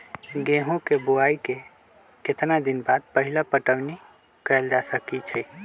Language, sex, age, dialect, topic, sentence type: Magahi, male, 25-30, Western, agriculture, question